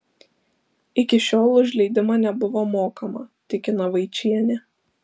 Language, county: Lithuanian, Šiauliai